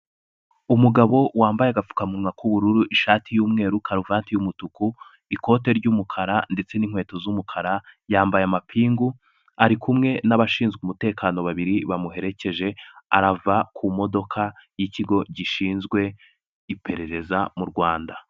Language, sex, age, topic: Kinyarwanda, male, 18-24, government